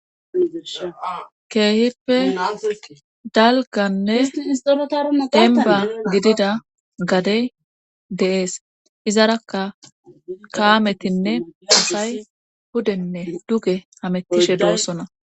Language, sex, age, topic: Gamo, female, 18-24, government